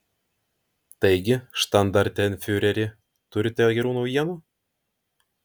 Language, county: Lithuanian, Vilnius